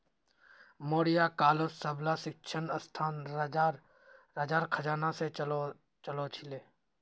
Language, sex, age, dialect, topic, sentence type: Magahi, male, 18-24, Northeastern/Surjapuri, banking, statement